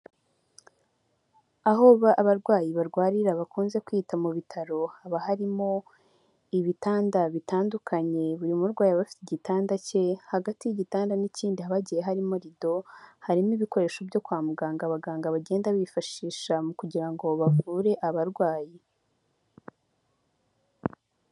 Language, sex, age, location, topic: Kinyarwanda, female, 25-35, Huye, health